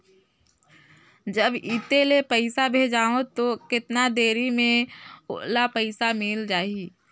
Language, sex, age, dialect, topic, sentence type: Chhattisgarhi, female, 56-60, Northern/Bhandar, banking, question